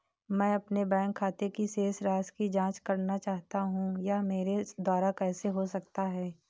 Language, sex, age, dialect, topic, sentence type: Hindi, female, 18-24, Awadhi Bundeli, banking, question